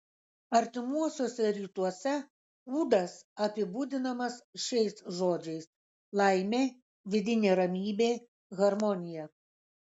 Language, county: Lithuanian, Kaunas